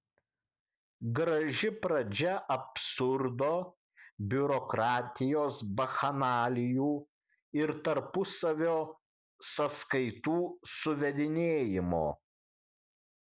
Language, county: Lithuanian, Kaunas